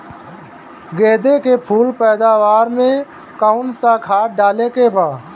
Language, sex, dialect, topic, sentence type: Bhojpuri, male, Northern, agriculture, question